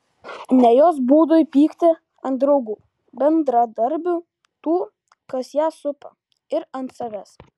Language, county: Lithuanian, Kaunas